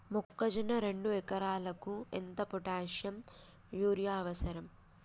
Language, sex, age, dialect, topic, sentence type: Telugu, female, 25-30, Telangana, agriculture, question